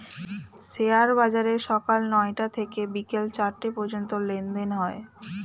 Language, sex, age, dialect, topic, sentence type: Bengali, female, 25-30, Standard Colloquial, banking, statement